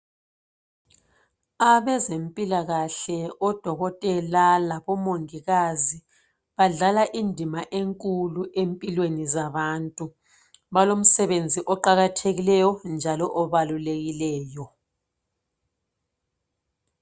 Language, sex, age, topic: North Ndebele, female, 36-49, health